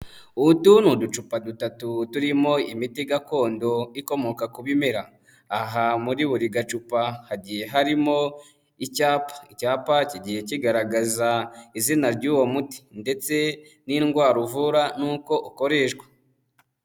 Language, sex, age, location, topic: Kinyarwanda, male, 25-35, Huye, health